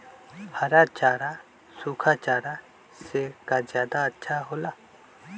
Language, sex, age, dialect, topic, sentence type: Magahi, male, 25-30, Western, agriculture, question